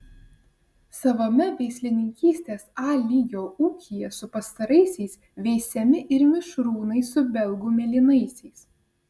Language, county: Lithuanian, Vilnius